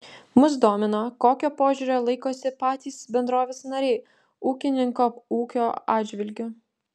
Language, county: Lithuanian, Vilnius